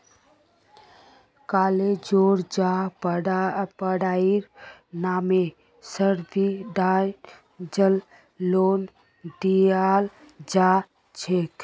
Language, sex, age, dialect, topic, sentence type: Magahi, female, 25-30, Northeastern/Surjapuri, banking, statement